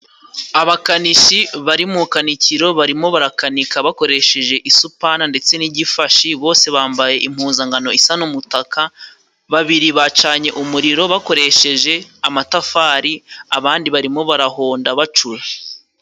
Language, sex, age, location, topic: Kinyarwanda, male, 18-24, Musanze, education